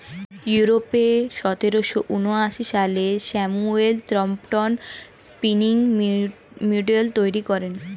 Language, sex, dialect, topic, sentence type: Bengali, female, Standard Colloquial, agriculture, statement